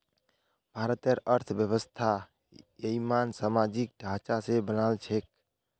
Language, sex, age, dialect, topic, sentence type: Magahi, male, 25-30, Northeastern/Surjapuri, banking, statement